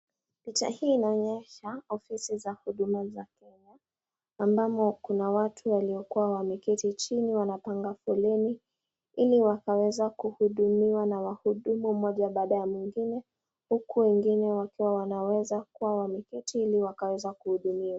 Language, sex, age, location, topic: Swahili, female, 18-24, Nakuru, government